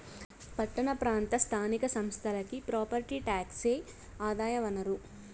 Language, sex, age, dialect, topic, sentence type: Telugu, female, 18-24, Southern, banking, statement